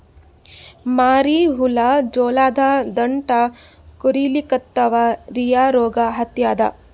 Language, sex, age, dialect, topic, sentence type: Kannada, female, 18-24, Northeastern, agriculture, question